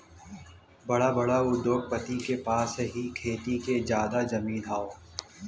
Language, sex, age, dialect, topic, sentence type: Bhojpuri, male, 18-24, Western, agriculture, statement